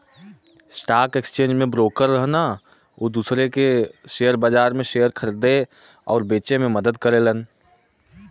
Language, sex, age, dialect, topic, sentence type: Bhojpuri, male, 18-24, Western, banking, statement